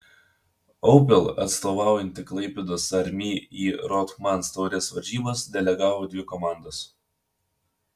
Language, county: Lithuanian, Vilnius